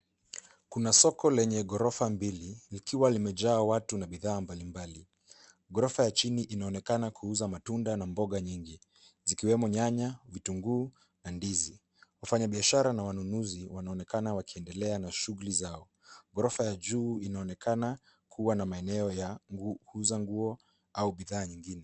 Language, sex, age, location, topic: Swahili, male, 18-24, Nairobi, finance